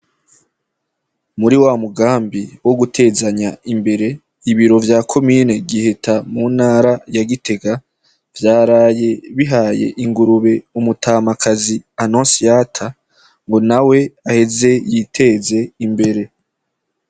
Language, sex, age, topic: Rundi, male, 25-35, agriculture